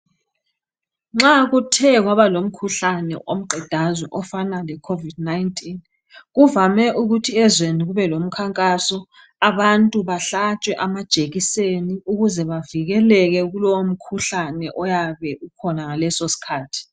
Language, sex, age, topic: North Ndebele, female, 25-35, health